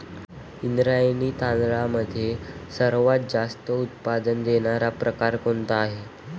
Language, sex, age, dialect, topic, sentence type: Marathi, male, 18-24, Standard Marathi, agriculture, question